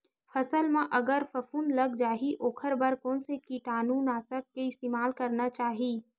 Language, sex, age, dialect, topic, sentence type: Chhattisgarhi, female, 31-35, Western/Budati/Khatahi, agriculture, question